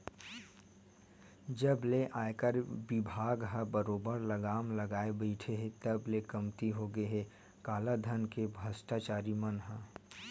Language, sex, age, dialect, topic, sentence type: Chhattisgarhi, male, 18-24, Western/Budati/Khatahi, banking, statement